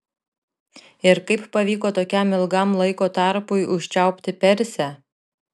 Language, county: Lithuanian, Šiauliai